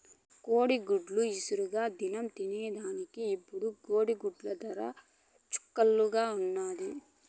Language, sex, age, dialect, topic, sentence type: Telugu, female, 25-30, Southern, agriculture, statement